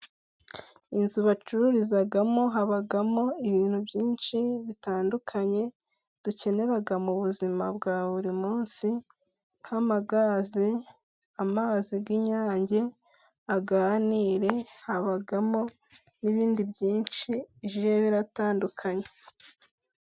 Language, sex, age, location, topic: Kinyarwanda, female, 25-35, Musanze, finance